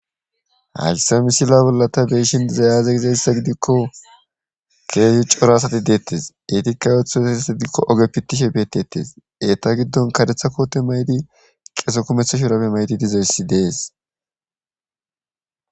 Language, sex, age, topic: Gamo, male, 25-35, government